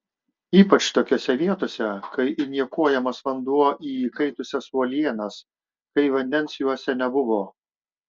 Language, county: Lithuanian, Šiauliai